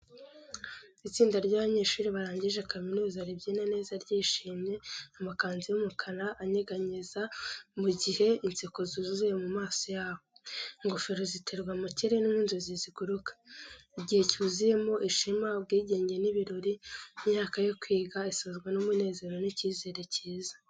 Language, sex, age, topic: Kinyarwanda, female, 18-24, education